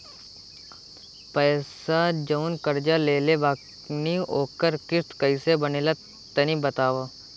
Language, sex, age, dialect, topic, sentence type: Bhojpuri, male, 18-24, Southern / Standard, banking, question